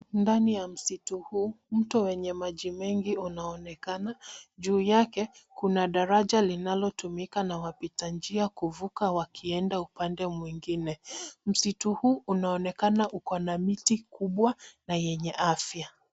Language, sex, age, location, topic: Swahili, female, 25-35, Nairobi, agriculture